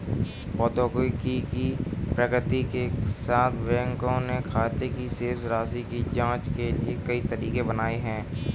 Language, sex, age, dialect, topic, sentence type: Hindi, male, 18-24, Kanauji Braj Bhasha, banking, statement